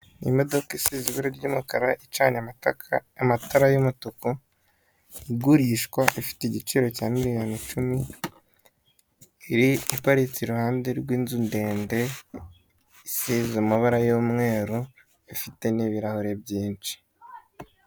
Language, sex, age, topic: Kinyarwanda, male, 18-24, finance